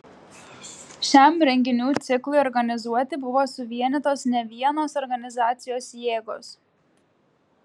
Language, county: Lithuanian, Klaipėda